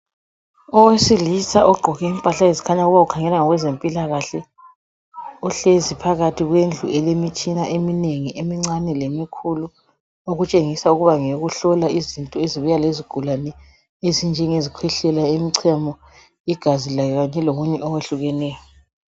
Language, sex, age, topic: North Ndebele, female, 25-35, health